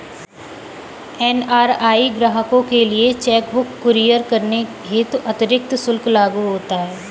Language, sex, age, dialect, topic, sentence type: Hindi, female, 18-24, Kanauji Braj Bhasha, banking, statement